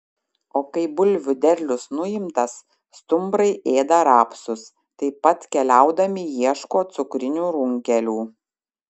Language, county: Lithuanian, Šiauliai